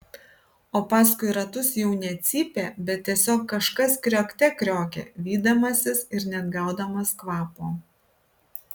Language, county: Lithuanian, Kaunas